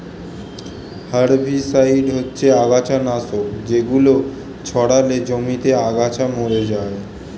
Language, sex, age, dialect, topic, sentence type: Bengali, male, 18-24, Standard Colloquial, agriculture, statement